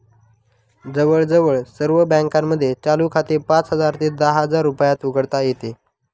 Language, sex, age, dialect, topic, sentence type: Marathi, male, 36-40, Northern Konkan, banking, statement